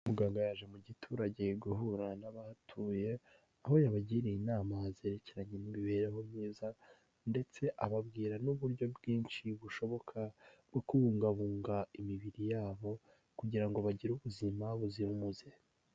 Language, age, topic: Kinyarwanda, 18-24, health